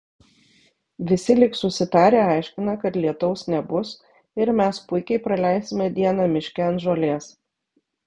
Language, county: Lithuanian, Vilnius